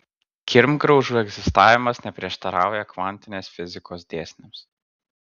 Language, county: Lithuanian, Kaunas